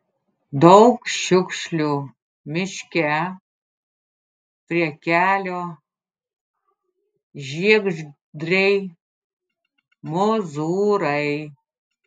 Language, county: Lithuanian, Klaipėda